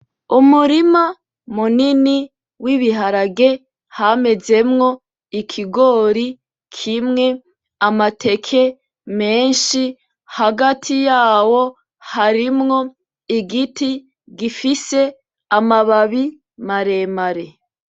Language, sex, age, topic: Rundi, female, 25-35, agriculture